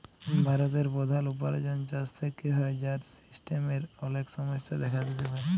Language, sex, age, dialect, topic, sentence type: Bengali, female, 41-45, Jharkhandi, agriculture, statement